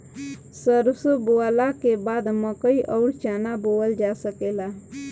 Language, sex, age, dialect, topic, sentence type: Bhojpuri, female, 25-30, Southern / Standard, agriculture, statement